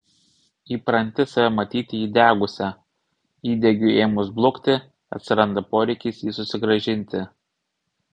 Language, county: Lithuanian, Vilnius